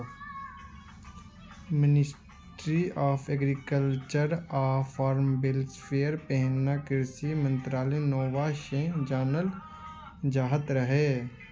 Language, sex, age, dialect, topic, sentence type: Maithili, male, 18-24, Bajjika, agriculture, statement